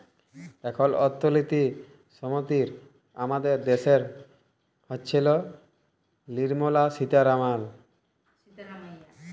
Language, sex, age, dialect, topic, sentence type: Bengali, male, 31-35, Jharkhandi, banking, statement